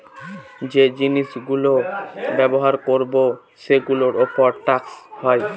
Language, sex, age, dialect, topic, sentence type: Bengali, male, <18, Northern/Varendri, banking, statement